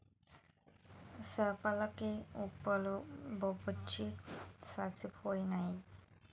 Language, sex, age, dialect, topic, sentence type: Telugu, female, 18-24, Utterandhra, agriculture, statement